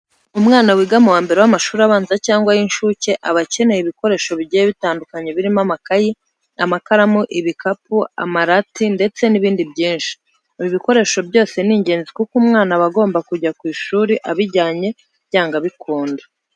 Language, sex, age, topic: Kinyarwanda, female, 25-35, education